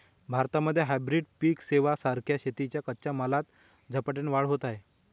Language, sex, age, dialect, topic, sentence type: Marathi, male, 25-30, Northern Konkan, agriculture, statement